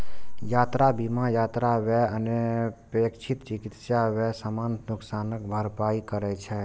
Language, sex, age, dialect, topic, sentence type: Maithili, male, 18-24, Eastern / Thethi, banking, statement